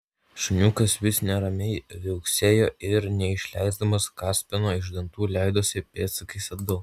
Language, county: Lithuanian, Utena